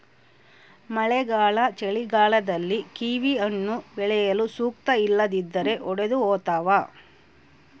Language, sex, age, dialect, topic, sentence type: Kannada, female, 36-40, Central, agriculture, statement